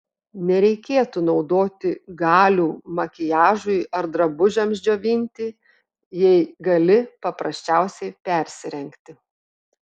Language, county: Lithuanian, Telšiai